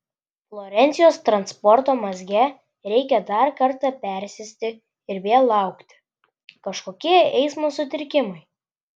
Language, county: Lithuanian, Klaipėda